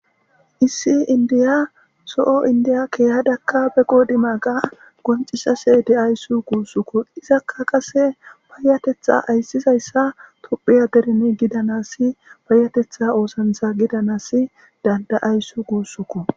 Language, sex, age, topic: Gamo, male, 18-24, government